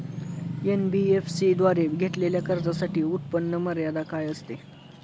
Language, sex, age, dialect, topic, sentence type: Marathi, male, 18-24, Standard Marathi, banking, question